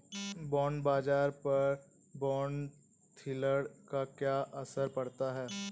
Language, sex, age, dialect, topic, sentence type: Hindi, male, 18-24, Awadhi Bundeli, banking, statement